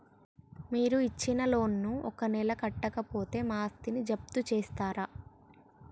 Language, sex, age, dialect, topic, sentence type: Telugu, male, 56-60, Telangana, banking, question